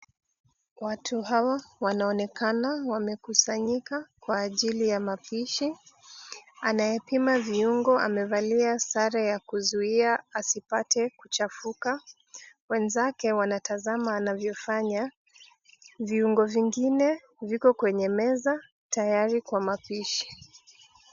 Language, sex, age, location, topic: Swahili, female, 36-49, Nairobi, education